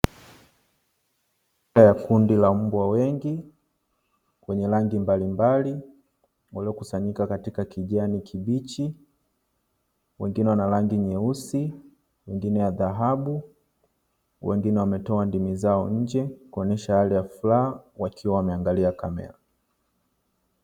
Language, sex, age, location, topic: Swahili, male, 25-35, Dar es Salaam, agriculture